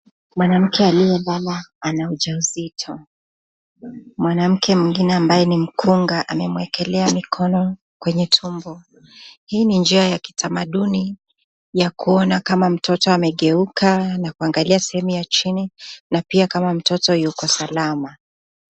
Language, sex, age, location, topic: Swahili, female, 25-35, Nakuru, health